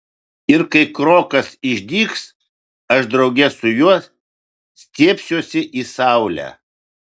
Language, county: Lithuanian, Vilnius